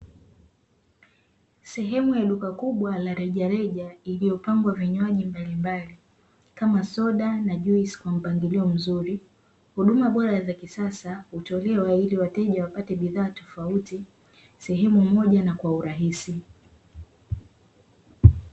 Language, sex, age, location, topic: Swahili, female, 18-24, Dar es Salaam, finance